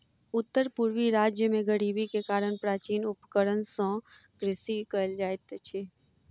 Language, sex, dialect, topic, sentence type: Maithili, female, Southern/Standard, agriculture, statement